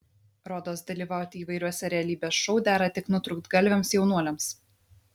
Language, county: Lithuanian, Vilnius